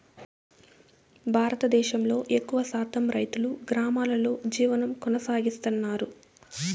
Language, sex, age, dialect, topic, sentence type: Telugu, female, 18-24, Southern, agriculture, statement